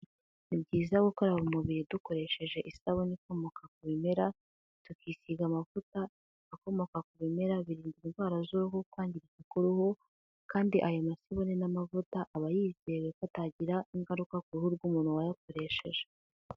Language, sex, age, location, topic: Kinyarwanda, female, 18-24, Kigali, health